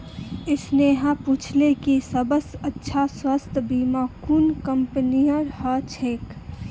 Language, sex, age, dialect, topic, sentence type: Magahi, female, 18-24, Northeastern/Surjapuri, banking, statement